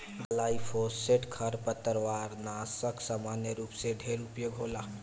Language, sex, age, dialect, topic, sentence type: Bhojpuri, male, 18-24, Northern, agriculture, statement